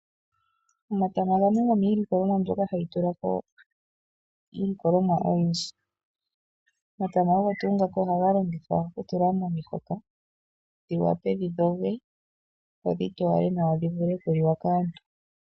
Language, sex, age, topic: Oshiwambo, female, 36-49, agriculture